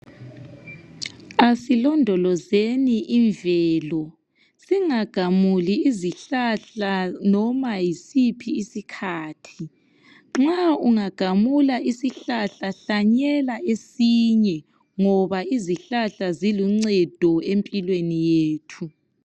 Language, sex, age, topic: North Ndebele, female, 25-35, health